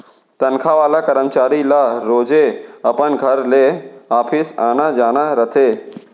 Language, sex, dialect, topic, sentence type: Chhattisgarhi, male, Central, banking, statement